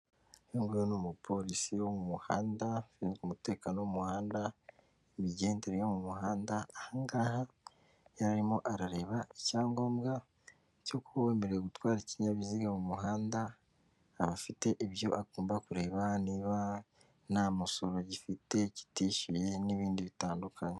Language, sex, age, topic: Kinyarwanda, male, 25-35, government